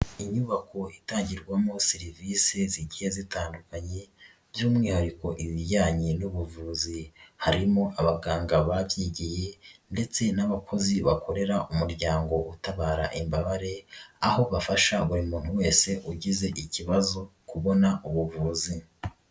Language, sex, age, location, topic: Kinyarwanda, female, 36-49, Nyagatare, health